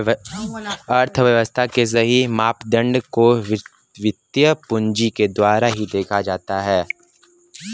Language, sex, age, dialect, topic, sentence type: Hindi, male, 25-30, Kanauji Braj Bhasha, banking, statement